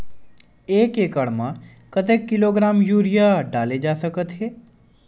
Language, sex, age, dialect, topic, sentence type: Chhattisgarhi, male, 18-24, Western/Budati/Khatahi, agriculture, question